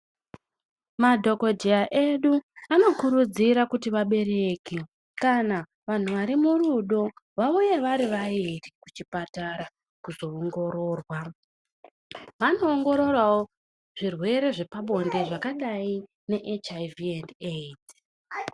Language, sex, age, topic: Ndau, female, 25-35, health